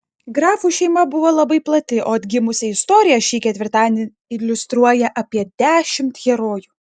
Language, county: Lithuanian, Klaipėda